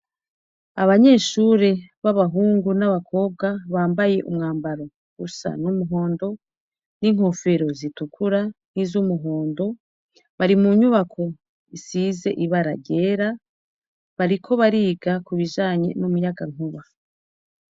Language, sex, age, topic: Rundi, female, 36-49, education